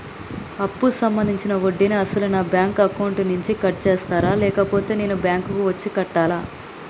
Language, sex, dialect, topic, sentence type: Telugu, female, Telangana, banking, question